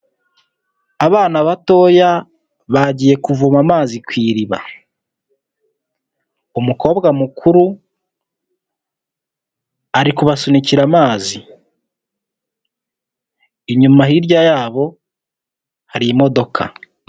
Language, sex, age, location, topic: Kinyarwanda, male, 18-24, Huye, health